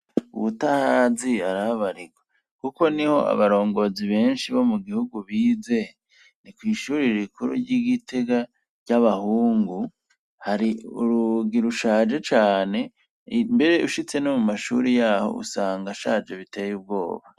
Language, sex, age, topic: Rundi, male, 36-49, education